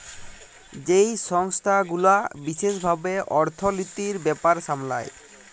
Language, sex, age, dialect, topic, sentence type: Bengali, male, 18-24, Jharkhandi, banking, statement